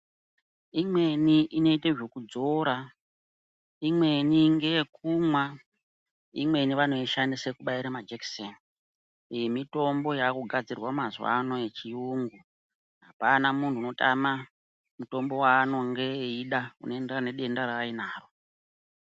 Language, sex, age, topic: Ndau, female, 50+, health